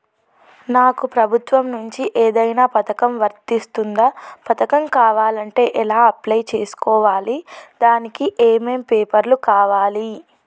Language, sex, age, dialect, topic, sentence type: Telugu, female, 18-24, Telangana, banking, question